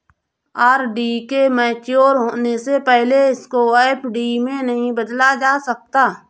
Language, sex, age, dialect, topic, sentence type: Hindi, female, 31-35, Awadhi Bundeli, banking, statement